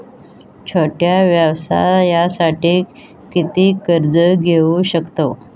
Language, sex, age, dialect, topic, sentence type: Marathi, female, 18-24, Southern Konkan, banking, question